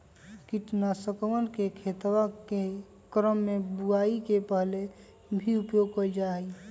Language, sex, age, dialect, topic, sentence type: Magahi, male, 25-30, Western, agriculture, statement